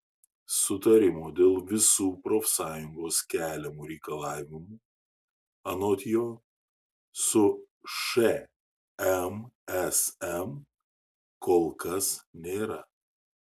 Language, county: Lithuanian, Šiauliai